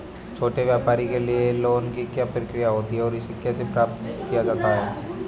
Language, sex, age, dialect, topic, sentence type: Hindi, male, 25-30, Marwari Dhudhari, banking, question